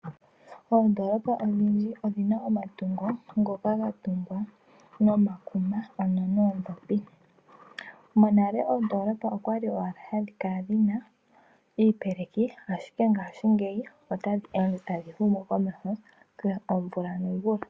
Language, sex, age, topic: Oshiwambo, female, 18-24, agriculture